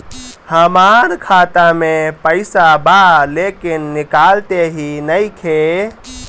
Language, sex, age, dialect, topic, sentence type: Bhojpuri, male, 18-24, Northern, banking, question